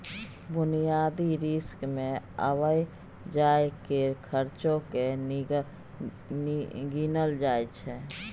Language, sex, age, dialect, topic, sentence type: Maithili, female, 31-35, Bajjika, banking, statement